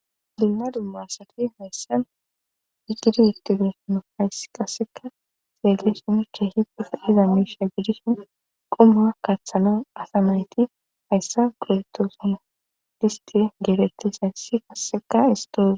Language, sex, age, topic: Gamo, female, 25-35, government